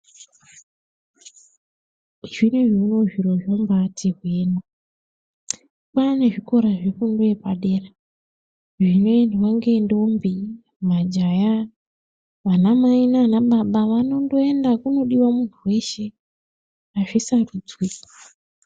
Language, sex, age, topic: Ndau, female, 25-35, education